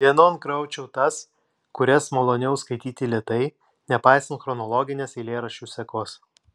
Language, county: Lithuanian, Klaipėda